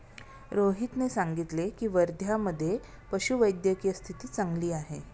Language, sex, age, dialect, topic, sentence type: Marathi, female, 31-35, Standard Marathi, agriculture, statement